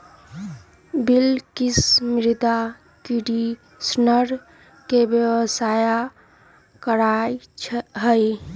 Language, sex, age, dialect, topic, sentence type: Magahi, female, 36-40, Western, agriculture, statement